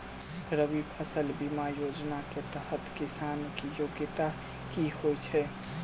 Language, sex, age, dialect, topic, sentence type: Maithili, male, 18-24, Southern/Standard, agriculture, question